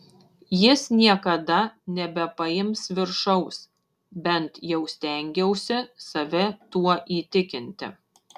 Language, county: Lithuanian, Šiauliai